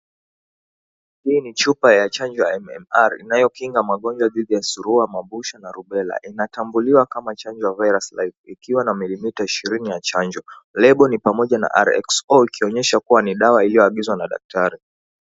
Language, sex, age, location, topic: Swahili, male, 25-35, Mombasa, health